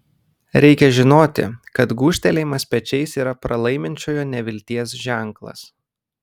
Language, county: Lithuanian, Kaunas